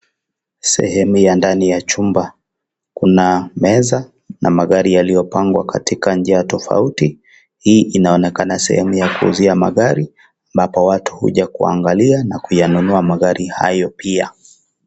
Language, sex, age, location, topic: Swahili, male, 25-35, Kisii, finance